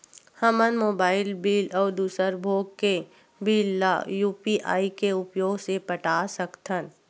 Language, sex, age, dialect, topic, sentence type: Chhattisgarhi, female, 46-50, Western/Budati/Khatahi, banking, statement